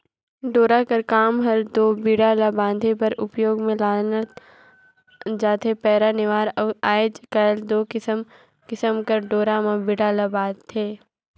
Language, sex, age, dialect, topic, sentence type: Chhattisgarhi, female, 56-60, Northern/Bhandar, agriculture, statement